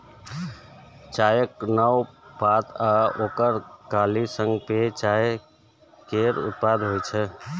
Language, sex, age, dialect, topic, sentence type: Maithili, male, 36-40, Eastern / Thethi, agriculture, statement